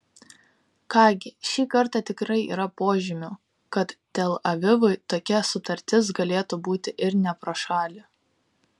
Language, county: Lithuanian, Kaunas